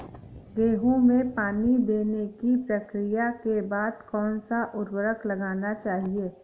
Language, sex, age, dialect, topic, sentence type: Hindi, female, 18-24, Awadhi Bundeli, agriculture, question